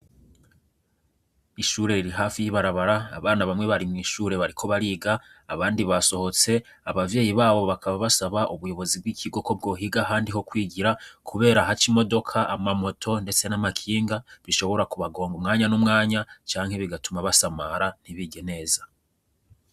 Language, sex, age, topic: Rundi, male, 25-35, education